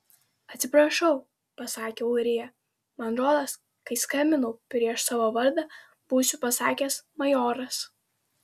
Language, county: Lithuanian, Vilnius